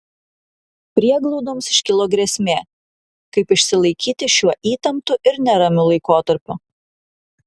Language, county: Lithuanian, Klaipėda